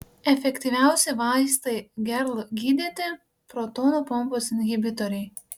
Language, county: Lithuanian, Panevėžys